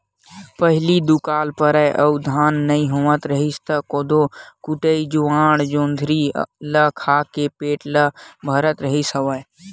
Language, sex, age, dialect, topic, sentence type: Chhattisgarhi, male, 41-45, Western/Budati/Khatahi, agriculture, statement